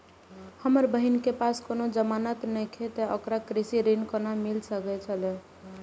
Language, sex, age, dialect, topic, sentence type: Maithili, female, 18-24, Eastern / Thethi, agriculture, statement